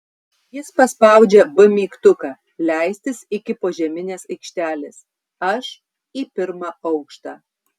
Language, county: Lithuanian, Tauragė